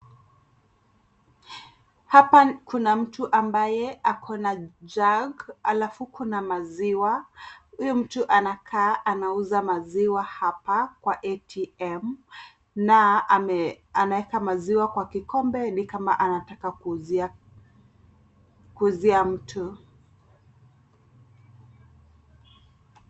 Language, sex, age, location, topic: Swahili, female, 25-35, Kisii, finance